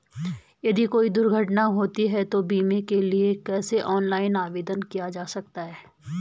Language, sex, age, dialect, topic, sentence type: Hindi, female, 41-45, Garhwali, banking, question